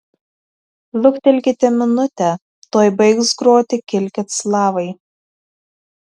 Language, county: Lithuanian, Tauragė